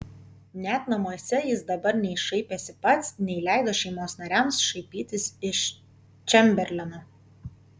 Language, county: Lithuanian, Kaunas